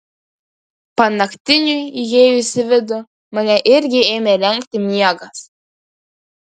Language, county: Lithuanian, Kaunas